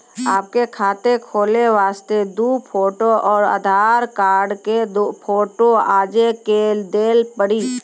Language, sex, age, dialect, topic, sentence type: Maithili, female, 36-40, Angika, banking, question